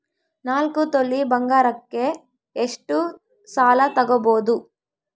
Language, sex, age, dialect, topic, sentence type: Kannada, female, 18-24, Central, banking, question